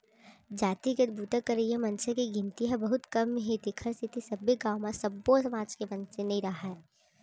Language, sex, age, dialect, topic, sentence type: Chhattisgarhi, female, 36-40, Central, banking, statement